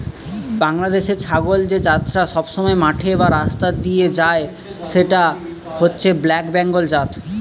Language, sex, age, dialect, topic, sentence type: Bengali, male, 18-24, Western, agriculture, statement